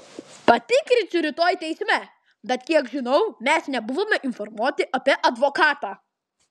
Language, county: Lithuanian, Klaipėda